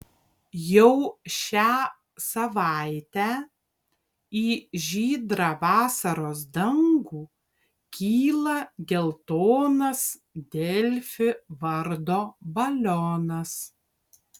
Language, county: Lithuanian, Kaunas